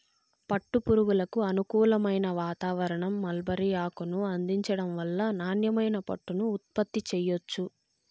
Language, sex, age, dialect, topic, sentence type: Telugu, female, 46-50, Southern, agriculture, statement